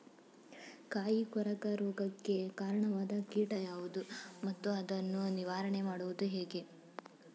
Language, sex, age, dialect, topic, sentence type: Kannada, female, 18-24, Mysore Kannada, agriculture, question